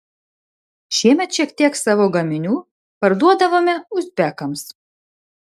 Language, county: Lithuanian, Šiauliai